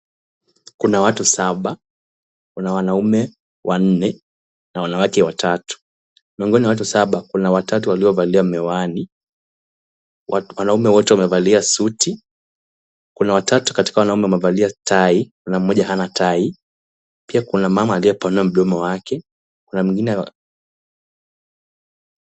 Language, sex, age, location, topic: Swahili, male, 18-24, Kisumu, government